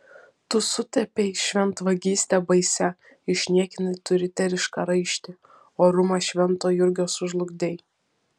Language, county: Lithuanian, Vilnius